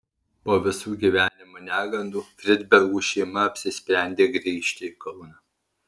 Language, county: Lithuanian, Alytus